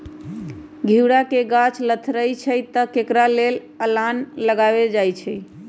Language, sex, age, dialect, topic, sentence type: Magahi, female, 31-35, Western, agriculture, statement